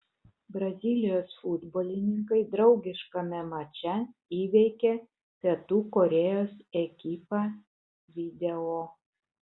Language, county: Lithuanian, Utena